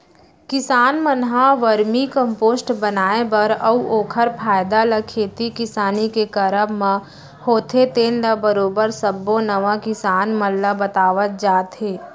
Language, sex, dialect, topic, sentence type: Chhattisgarhi, female, Central, agriculture, statement